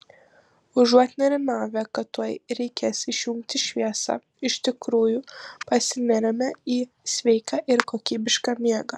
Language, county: Lithuanian, Panevėžys